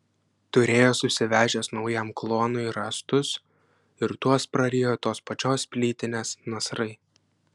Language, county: Lithuanian, Klaipėda